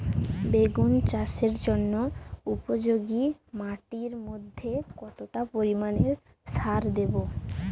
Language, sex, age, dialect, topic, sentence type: Bengali, female, 25-30, Rajbangshi, agriculture, question